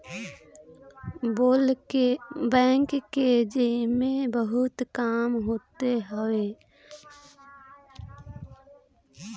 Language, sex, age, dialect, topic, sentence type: Bhojpuri, female, <18, Northern, banking, statement